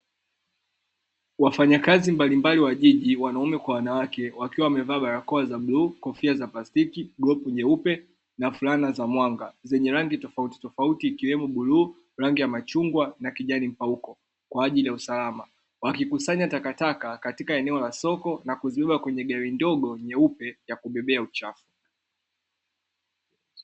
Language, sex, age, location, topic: Swahili, male, 25-35, Dar es Salaam, government